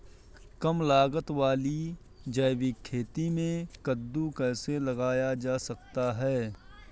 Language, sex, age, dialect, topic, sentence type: Hindi, male, 18-24, Awadhi Bundeli, agriculture, question